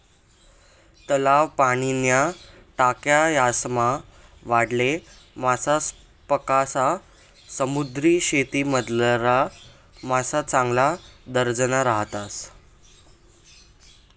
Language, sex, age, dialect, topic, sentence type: Marathi, male, 18-24, Northern Konkan, agriculture, statement